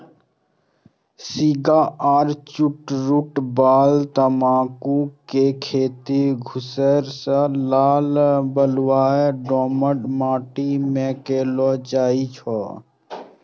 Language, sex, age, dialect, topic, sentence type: Maithili, male, 25-30, Eastern / Thethi, agriculture, statement